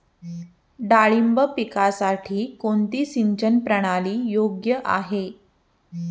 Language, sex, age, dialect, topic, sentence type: Marathi, female, 18-24, Standard Marathi, agriculture, question